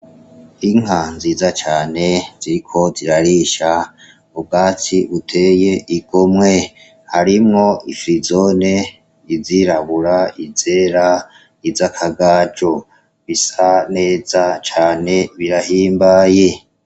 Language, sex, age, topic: Rundi, male, 36-49, agriculture